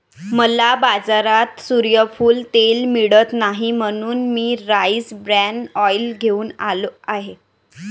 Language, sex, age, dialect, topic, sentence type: Marathi, male, 18-24, Varhadi, agriculture, statement